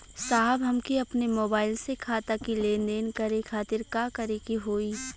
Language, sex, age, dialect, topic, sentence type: Bhojpuri, female, 18-24, Western, banking, question